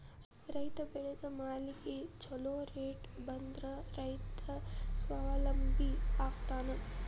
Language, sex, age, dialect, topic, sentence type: Kannada, female, 25-30, Dharwad Kannada, banking, statement